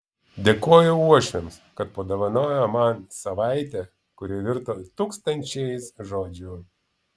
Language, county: Lithuanian, Vilnius